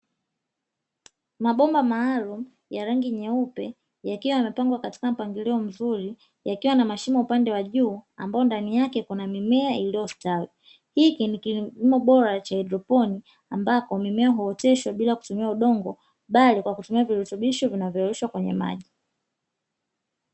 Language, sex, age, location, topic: Swahili, female, 25-35, Dar es Salaam, agriculture